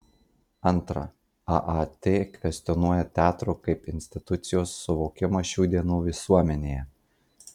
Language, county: Lithuanian, Marijampolė